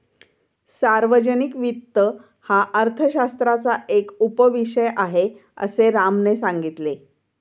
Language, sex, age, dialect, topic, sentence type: Marathi, female, 51-55, Standard Marathi, banking, statement